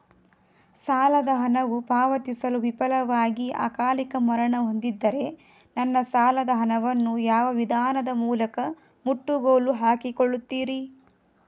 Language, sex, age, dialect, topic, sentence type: Kannada, female, 18-24, Mysore Kannada, banking, question